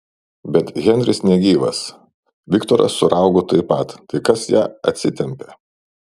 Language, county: Lithuanian, Šiauliai